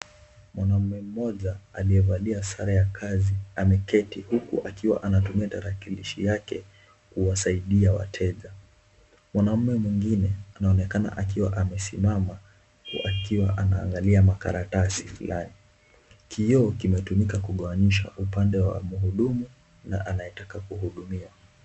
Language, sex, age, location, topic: Swahili, male, 18-24, Kisumu, government